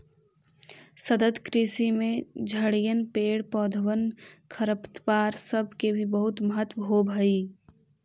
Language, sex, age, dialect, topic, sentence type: Magahi, female, 18-24, Central/Standard, agriculture, statement